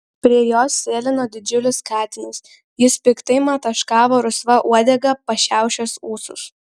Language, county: Lithuanian, Kaunas